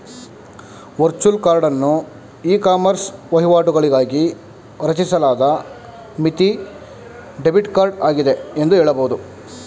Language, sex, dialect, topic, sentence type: Kannada, male, Mysore Kannada, banking, statement